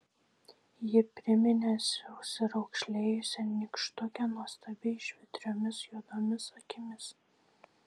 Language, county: Lithuanian, Šiauliai